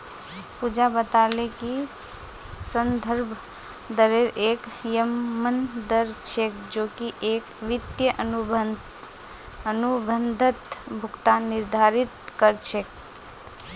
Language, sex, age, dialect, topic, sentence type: Magahi, female, 25-30, Northeastern/Surjapuri, banking, statement